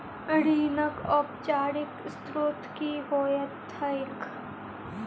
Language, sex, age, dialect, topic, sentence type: Maithili, female, 18-24, Southern/Standard, banking, question